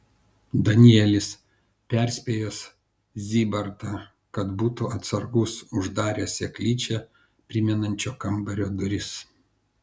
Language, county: Lithuanian, Kaunas